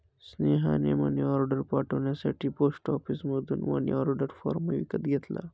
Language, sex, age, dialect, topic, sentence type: Marathi, male, 25-30, Northern Konkan, banking, statement